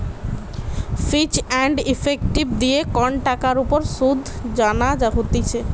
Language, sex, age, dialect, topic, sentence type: Bengali, female, 18-24, Western, banking, statement